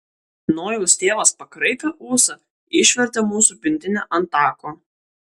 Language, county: Lithuanian, Kaunas